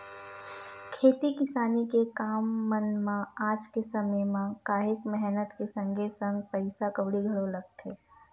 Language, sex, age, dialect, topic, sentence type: Chhattisgarhi, female, 18-24, Western/Budati/Khatahi, agriculture, statement